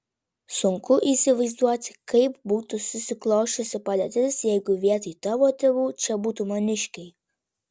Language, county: Lithuanian, Vilnius